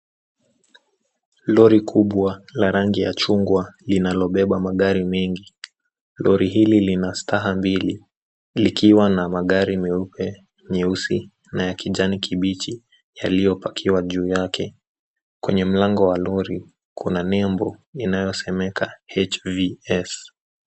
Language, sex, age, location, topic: Swahili, male, 18-24, Nairobi, finance